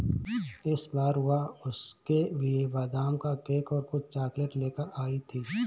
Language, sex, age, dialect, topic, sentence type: Hindi, male, 25-30, Awadhi Bundeli, agriculture, statement